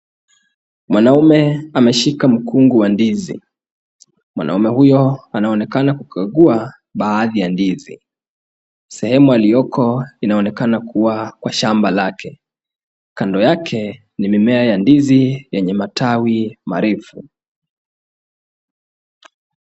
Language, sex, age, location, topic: Swahili, male, 25-35, Kisumu, agriculture